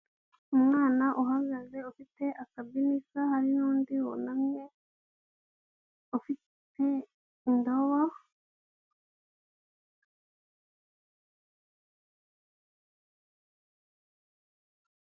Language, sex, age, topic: Kinyarwanda, female, 18-24, health